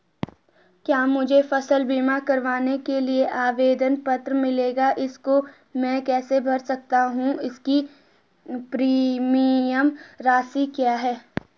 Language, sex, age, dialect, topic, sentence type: Hindi, female, 18-24, Garhwali, banking, question